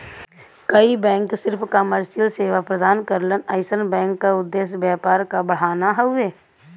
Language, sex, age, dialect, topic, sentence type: Bhojpuri, female, 31-35, Western, banking, statement